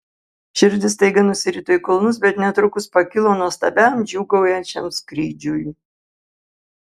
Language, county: Lithuanian, Kaunas